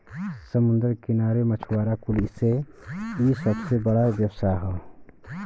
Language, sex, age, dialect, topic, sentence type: Bhojpuri, male, 31-35, Western, agriculture, statement